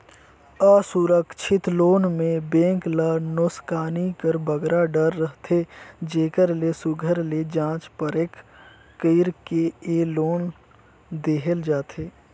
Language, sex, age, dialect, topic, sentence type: Chhattisgarhi, male, 18-24, Northern/Bhandar, banking, statement